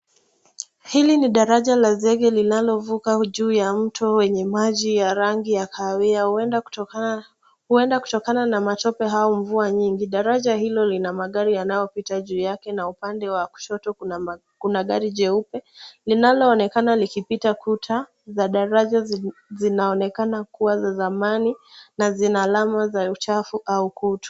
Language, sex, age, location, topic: Swahili, female, 18-24, Nairobi, government